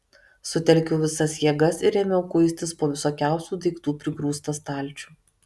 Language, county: Lithuanian, Kaunas